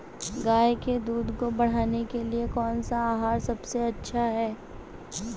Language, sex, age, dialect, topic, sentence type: Hindi, female, 18-24, Marwari Dhudhari, agriculture, question